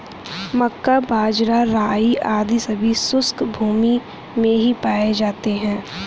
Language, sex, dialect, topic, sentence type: Hindi, female, Hindustani Malvi Khadi Boli, agriculture, statement